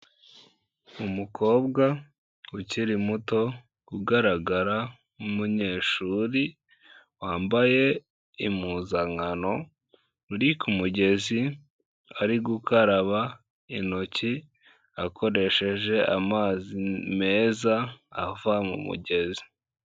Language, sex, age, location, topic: Kinyarwanda, male, 18-24, Kigali, health